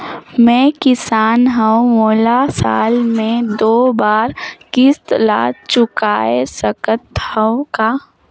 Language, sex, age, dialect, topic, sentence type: Chhattisgarhi, female, 18-24, Northern/Bhandar, banking, question